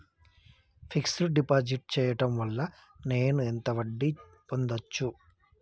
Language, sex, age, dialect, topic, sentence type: Telugu, male, 25-30, Telangana, banking, question